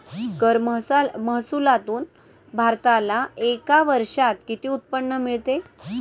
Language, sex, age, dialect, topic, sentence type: Marathi, female, 31-35, Standard Marathi, banking, statement